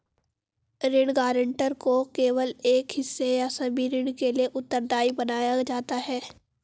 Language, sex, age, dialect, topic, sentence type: Hindi, female, 18-24, Hindustani Malvi Khadi Boli, banking, statement